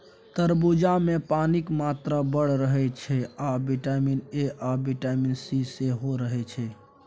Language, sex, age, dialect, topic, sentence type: Maithili, male, 41-45, Bajjika, agriculture, statement